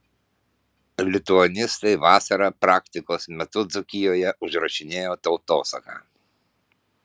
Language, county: Lithuanian, Kaunas